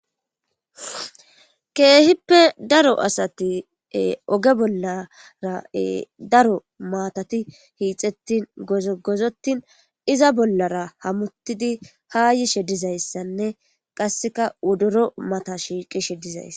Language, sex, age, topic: Gamo, female, 18-24, government